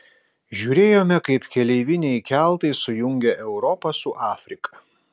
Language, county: Lithuanian, Kaunas